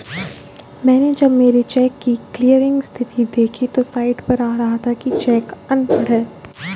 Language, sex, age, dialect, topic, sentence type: Hindi, female, 18-24, Hindustani Malvi Khadi Boli, banking, statement